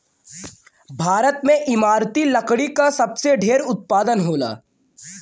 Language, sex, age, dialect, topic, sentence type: Bhojpuri, male, <18, Western, agriculture, statement